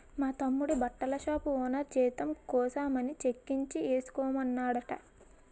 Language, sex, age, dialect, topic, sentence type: Telugu, female, 18-24, Utterandhra, banking, statement